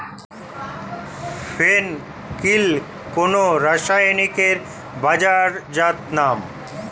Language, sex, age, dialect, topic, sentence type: Bengali, male, 46-50, Standard Colloquial, agriculture, question